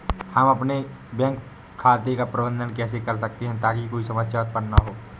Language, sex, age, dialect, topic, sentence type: Hindi, male, 18-24, Awadhi Bundeli, banking, question